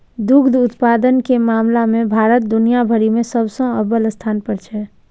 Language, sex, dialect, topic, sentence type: Maithili, female, Eastern / Thethi, agriculture, statement